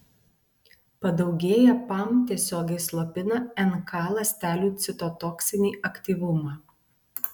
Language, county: Lithuanian, Alytus